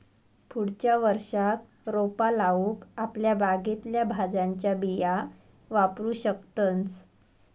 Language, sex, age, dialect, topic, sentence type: Marathi, male, 18-24, Southern Konkan, agriculture, statement